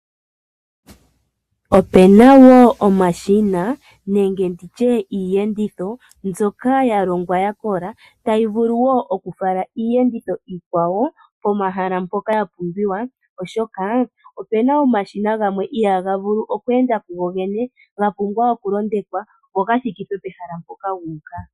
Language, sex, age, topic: Oshiwambo, female, 25-35, agriculture